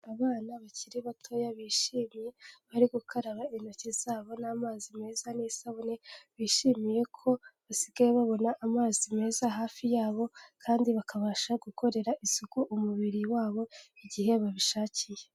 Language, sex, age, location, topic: Kinyarwanda, female, 18-24, Kigali, health